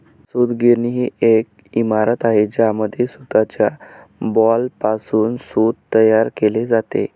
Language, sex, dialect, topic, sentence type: Marathi, male, Varhadi, agriculture, statement